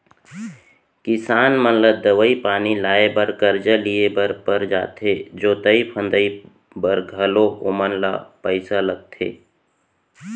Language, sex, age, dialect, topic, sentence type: Chhattisgarhi, male, 31-35, Central, banking, statement